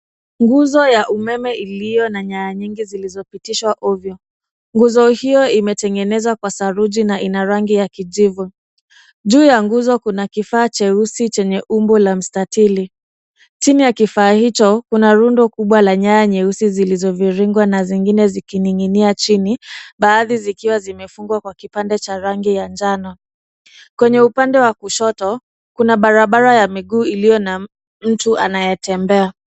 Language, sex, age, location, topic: Swahili, female, 25-35, Nairobi, government